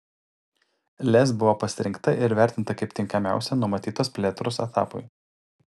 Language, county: Lithuanian, Utena